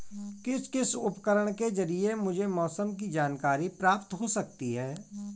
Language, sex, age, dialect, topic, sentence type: Hindi, male, 18-24, Marwari Dhudhari, agriculture, question